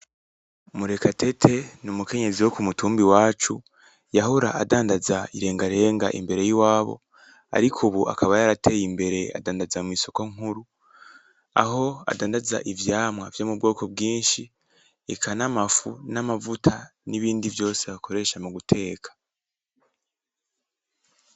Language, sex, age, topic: Rundi, male, 18-24, agriculture